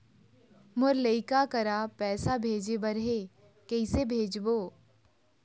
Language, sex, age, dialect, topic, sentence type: Chhattisgarhi, female, 25-30, Eastern, banking, question